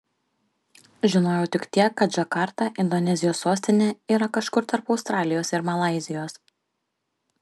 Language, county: Lithuanian, Panevėžys